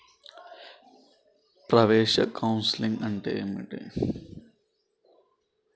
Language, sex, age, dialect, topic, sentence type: Telugu, male, 25-30, Telangana, banking, question